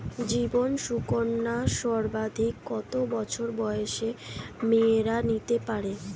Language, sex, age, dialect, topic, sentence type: Bengali, female, 25-30, Standard Colloquial, banking, question